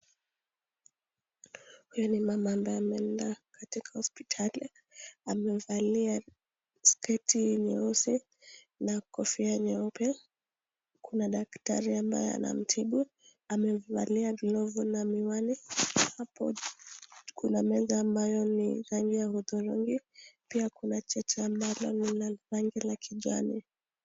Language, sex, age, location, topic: Swahili, female, 18-24, Nakuru, government